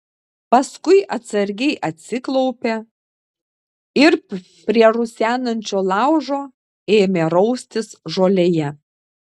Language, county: Lithuanian, Klaipėda